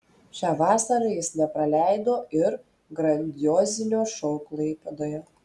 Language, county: Lithuanian, Telšiai